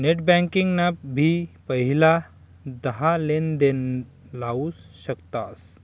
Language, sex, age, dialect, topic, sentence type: Marathi, male, 51-55, Northern Konkan, banking, statement